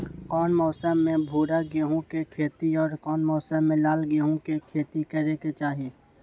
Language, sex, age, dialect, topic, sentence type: Magahi, male, 18-24, Western, agriculture, question